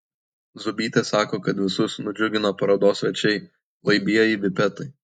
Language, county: Lithuanian, Kaunas